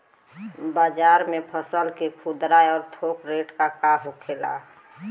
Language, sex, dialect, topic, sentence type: Bhojpuri, female, Western, agriculture, question